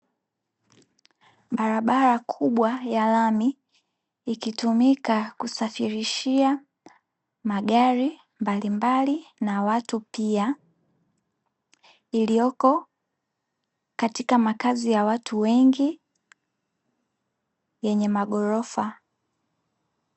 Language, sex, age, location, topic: Swahili, female, 18-24, Dar es Salaam, government